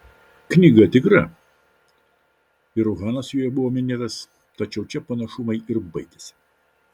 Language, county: Lithuanian, Vilnius